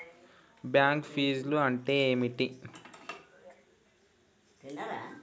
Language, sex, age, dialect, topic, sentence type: Telugu, male, 18-24, Telangana, banking, question